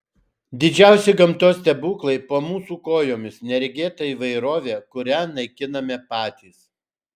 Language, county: Lithuanian, Alytus